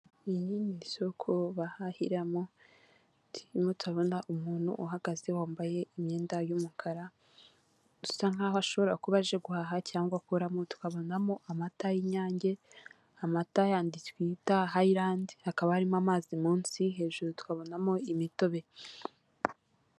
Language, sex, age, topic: Kinyarwanda, female, 18-24, finance